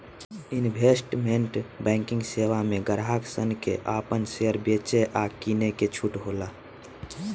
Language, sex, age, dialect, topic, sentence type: Bhojpuri, male, 18-24, Southern / Standard, banking, statement